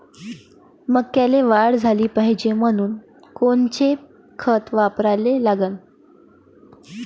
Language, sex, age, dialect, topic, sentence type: Marathi, female, 31-35, Varhadi, agriculture, question